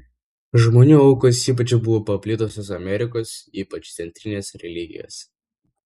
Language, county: Lithuanian, Vilnius